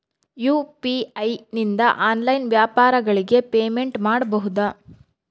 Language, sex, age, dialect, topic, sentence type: Kannada, female, 31-35, Central, banking, question